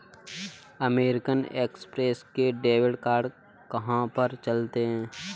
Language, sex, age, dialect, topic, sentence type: Hindi, male, 18-24, Kanauji Braj Bhasha, banking, statement